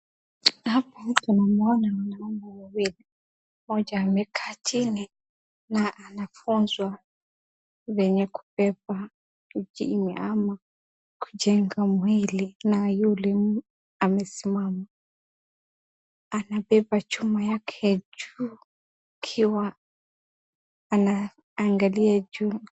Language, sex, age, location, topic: Swahili, female, 36-49, Wajir, health